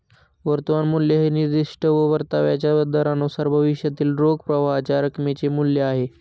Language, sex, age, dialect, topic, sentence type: Marathi, male, 18-24, Northern Konkan, banking, statement